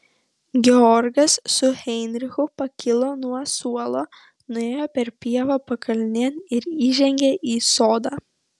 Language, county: Lithuanian, Vilnius